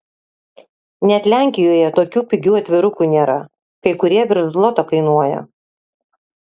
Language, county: Lithuanian, Kaunas